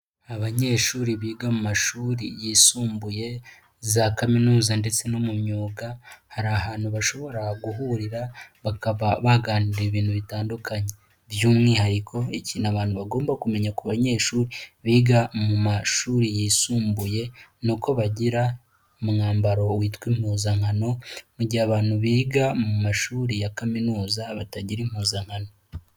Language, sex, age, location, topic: Kinyarwanda, male, 18-24, Nyagatare, education